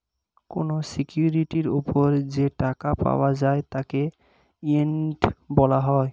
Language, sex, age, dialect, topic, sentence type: Bengali, male, 18-24, Standard Colloquial, banking, statement